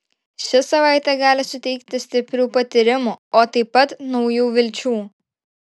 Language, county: Lithuanian, Šiauliai